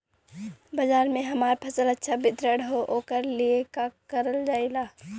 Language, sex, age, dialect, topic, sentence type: Bhojpuri, female, 25-30, Western, agriculture, question